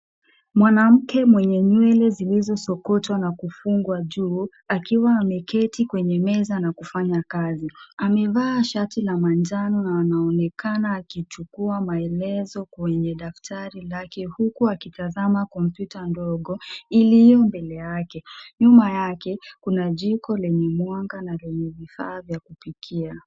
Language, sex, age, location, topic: Swahili, female, 18-24, Nairobi, education